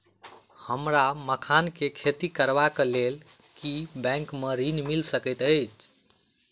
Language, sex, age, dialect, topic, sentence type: Maithili, male, 25-30, Southern/Standard, banking, question